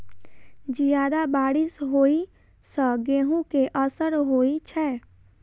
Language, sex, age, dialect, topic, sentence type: Maithili, female, 18-24, Southern/Standard, agriculture, question